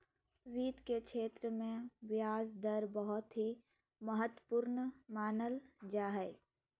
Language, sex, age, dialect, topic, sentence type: Magahi, female, 25-30, Southern, banking, statement